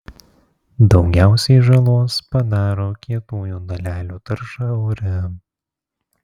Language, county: Lithuanian, Vilnius